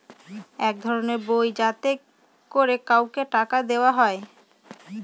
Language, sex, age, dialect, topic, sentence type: Bengali, female, 31-35, Northern/Varendri, banking, statement